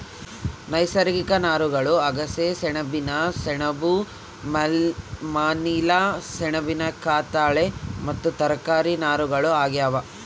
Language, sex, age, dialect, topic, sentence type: Kannada, male, 18-24, Central, agriculture, statement